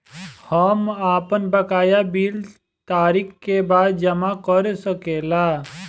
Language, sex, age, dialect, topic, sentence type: Bhojpuri, male, 25-30, Southern / Standard, banking, question